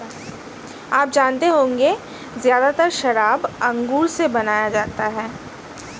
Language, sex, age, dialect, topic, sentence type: Hindi, female, 31-35, Hindustani Malvi Khadi Boli, agriculture, statement